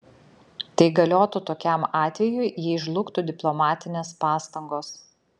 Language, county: Lithuanian, Šiauliai